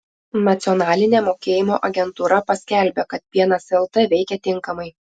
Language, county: Lithuanian, Telšiai